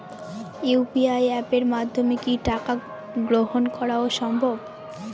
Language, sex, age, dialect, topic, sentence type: Bengali, female, 18-24, Northern/Varendri, banking, question